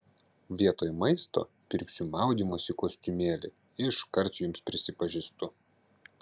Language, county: Lithuanian, Kaunas